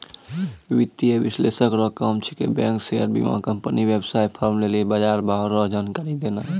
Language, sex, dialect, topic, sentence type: Maithili, male, Angika, banking, statement